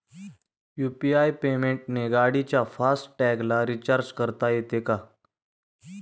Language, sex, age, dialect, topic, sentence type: Marathi, male, 18-24, Standard Marathi, banking, question